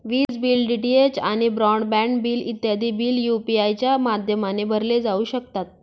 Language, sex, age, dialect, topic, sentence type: Marathi, female, 25-30, Northern Konkan, banking, statement